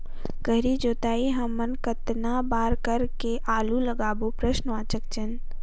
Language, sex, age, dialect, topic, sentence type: Chhattisgarhi, female, 18-24, Northern/Bhandar, agriculture, question